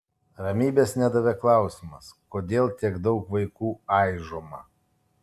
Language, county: Lithuanian, Kaunas